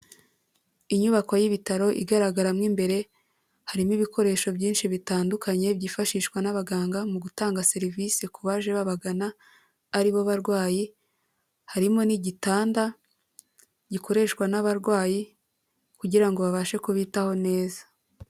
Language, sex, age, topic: Kinyarwanda, female, 25-35, health